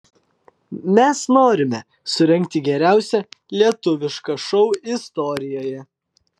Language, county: Lithuanian, Vilnius